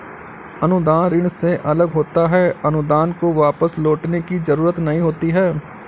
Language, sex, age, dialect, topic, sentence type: Hindi, male, 56-60, Kanauji Braj Bhasha, banking, statement